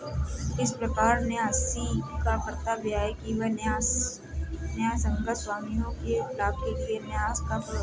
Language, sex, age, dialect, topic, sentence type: Hindi, female, 18-24, Marwari Dhudhari, banking, statement